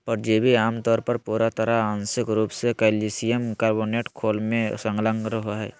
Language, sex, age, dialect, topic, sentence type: Magahi, male, 25-30, Southern, agriculture, statement